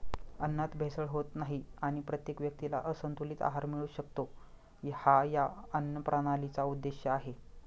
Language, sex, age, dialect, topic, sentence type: Marathi, male, 25-30, Standard Marathi, agriculture, statement